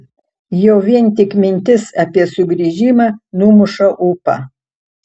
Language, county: Lithuanian, Utena